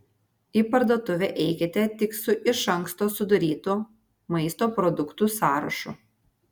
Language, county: Lithuanian, Vilnius